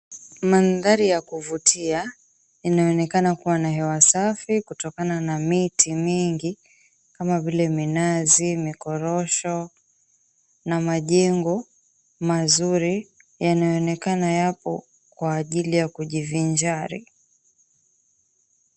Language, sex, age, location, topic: Swahili, female, 25-35, Mombasa, agriculture